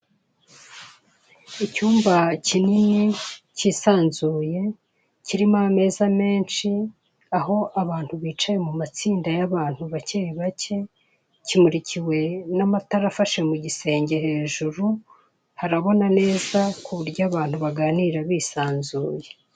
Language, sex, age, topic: Kinyarwanda, female, 36-49, finance